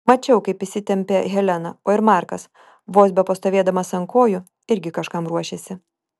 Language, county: Lithuanian, Vilnius